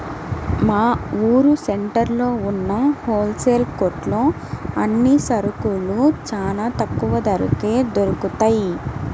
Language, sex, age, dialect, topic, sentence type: Telugu, female, 18-24, Central/Coastal, agriculture, statement